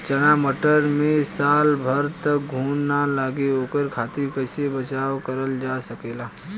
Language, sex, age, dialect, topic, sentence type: Bhojpuri, male, 25-30, Western, agriculture, question